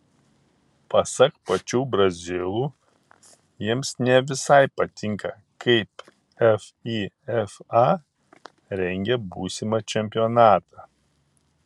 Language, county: Lithuanian, Kaunas